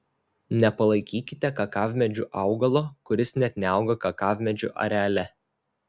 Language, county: Lithuanian, Telšiai